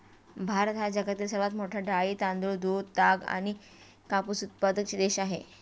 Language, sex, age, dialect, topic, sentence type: Marathi, female, 31-35, Standard Marathi, agriculture, statement